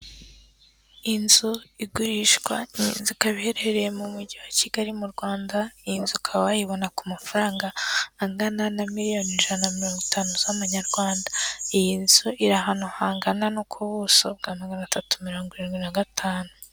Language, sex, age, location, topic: Kinyarwanda, female, 18-24, Kigali, finance